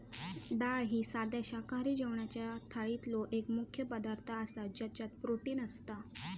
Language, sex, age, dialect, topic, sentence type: Marathi, female, 18-24, Southern Konkan, agriculture, statement